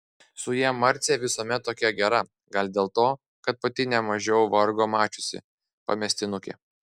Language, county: Lithuanian, Klaipėda